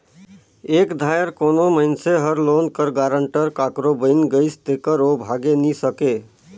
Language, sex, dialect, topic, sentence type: Chhattisgarhi, male, Northern/Bhandar, banking, statement